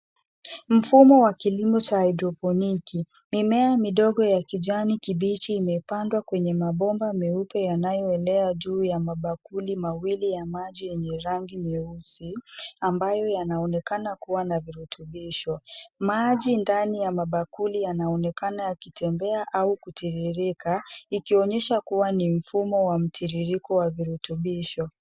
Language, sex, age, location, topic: Swahili, female, 25-35, Nairobi, agriculture